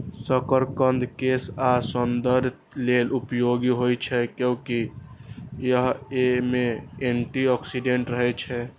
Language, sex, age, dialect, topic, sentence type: Maithili, male, 18-24, Eastern / Thethi, agriculture, statement